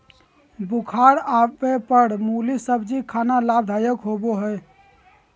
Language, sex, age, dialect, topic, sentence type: Magahi, male, 18-24, Southern, agriculture, statement